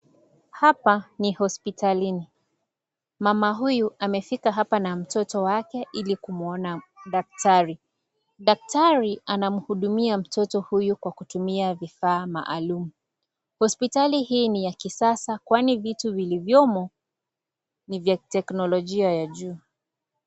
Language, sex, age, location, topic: Swahili, female, 25-35, Kisii, health